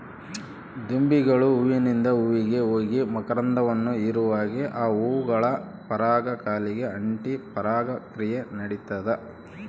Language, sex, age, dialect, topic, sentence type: Kannada, male, 31-35, Central, agriculture, statement